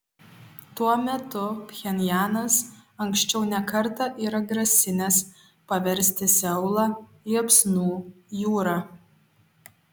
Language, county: Lithuanian, Šiauliai